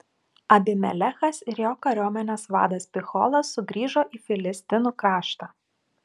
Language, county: Lithuanian, Klaipėda